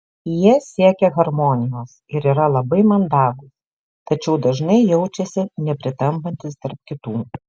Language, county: Lithuanian, Šiauliai